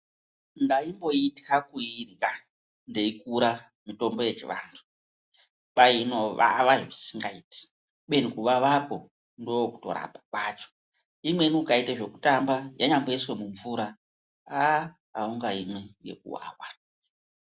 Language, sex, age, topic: Ndau, female, 36-49, health